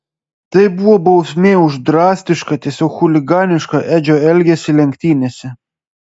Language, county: Lithuanian, Klaipėda